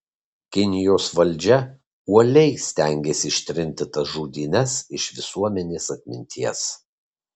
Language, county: Lithuanian, Kaunas